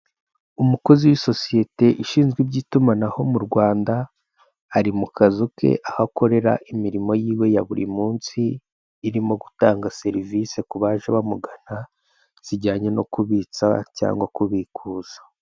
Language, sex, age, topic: Kinyarwanda, male, 18-24, finance